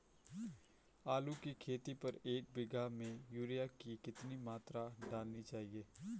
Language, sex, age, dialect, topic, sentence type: Hindi, male, 25-30, Garhwali, agriculture, question